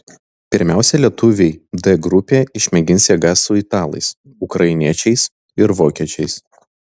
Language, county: Lithuanian, Vilnius